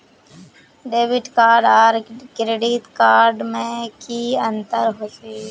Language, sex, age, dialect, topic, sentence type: Magahi, male, 18-24, Northeastern/Surjapuri, banking, question